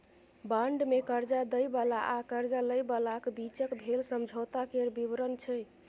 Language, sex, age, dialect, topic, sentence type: Maithili, female, 31-35, Bajjika, banking, statement